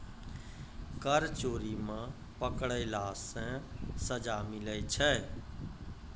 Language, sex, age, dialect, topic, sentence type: Maithili, male, 51-55, Angika, banking, statement